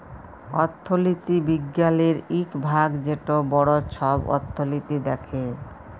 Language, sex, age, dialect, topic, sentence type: Bengali, female, 36-40, Jharkhandi, banking, statement